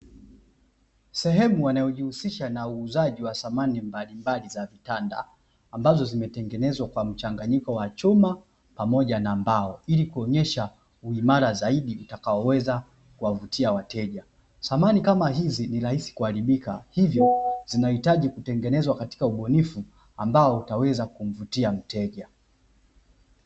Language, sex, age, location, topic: Swahili, male, 25-35, Dar es Salaam, finance